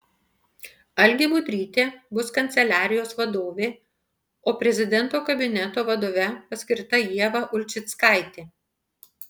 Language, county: Lithuanian, Panevėžys